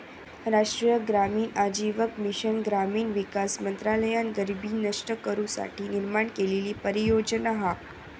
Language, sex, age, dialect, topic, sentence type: Marathi, female, 46-50, Southern Konkan, banking, statement